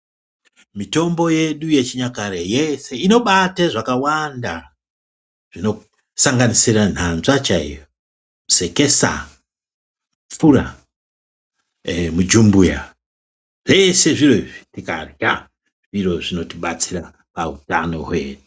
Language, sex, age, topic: Ndau, male, 50+, health